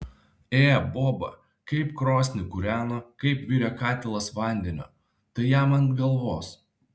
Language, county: Lithuanian, Vilnius